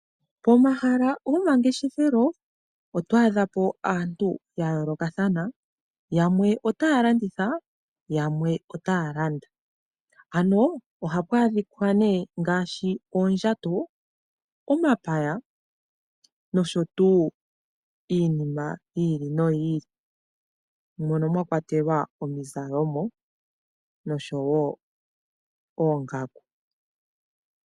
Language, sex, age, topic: Oshiwambo, female, 18-24, finance